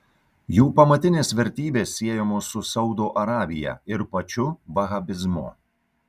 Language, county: Lithuanian, Kaunas